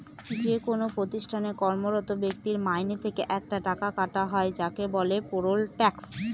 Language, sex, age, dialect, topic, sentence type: Bengali, female, 25-30, Northern/Varendri, banking, statement